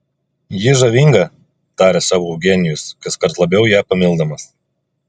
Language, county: Lithuanian, Klaipėda